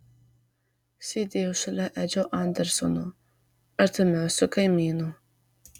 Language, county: Lithuanian, Marijampolė